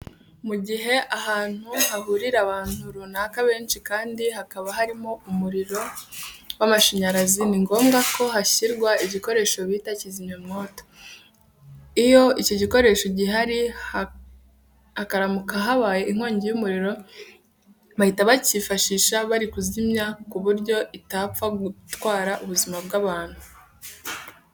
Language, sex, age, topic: Kinyarwanda, female, 18-24, education